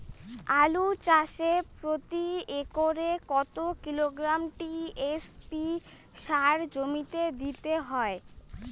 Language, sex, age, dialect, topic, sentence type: Bengali, female, 18-24, Rajbangshi, agriculture, question